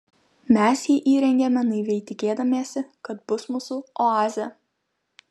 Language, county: Lithuanian, Kaunas